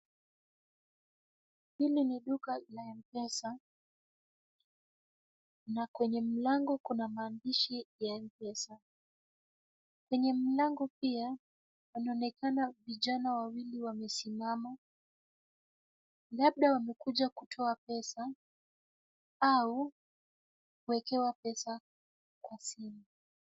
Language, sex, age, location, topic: Swahili, female, 25-35, Kisumu, finance